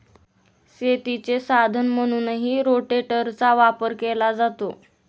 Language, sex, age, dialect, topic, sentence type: Marathi, female, 18-24, Standard Marathi, agriculture, statement